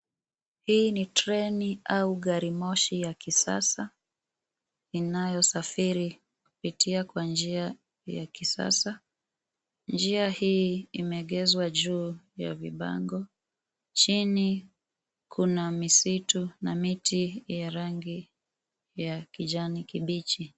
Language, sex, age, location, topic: Swahili, female, 25-35, Nairobi, government